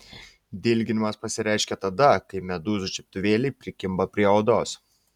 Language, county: Lithuanian, Šiauliai